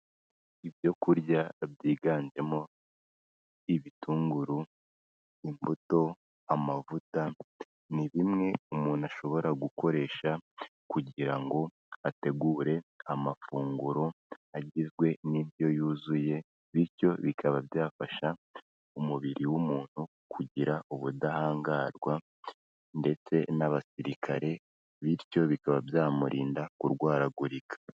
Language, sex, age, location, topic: Kinyarwanda, female, 25-35, Kigali, health